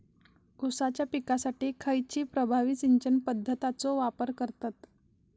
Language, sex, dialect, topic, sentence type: Marathi, female, Southern Konkan, agriculture, question